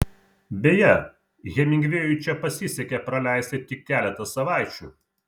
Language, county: Lithuanian, Vilnius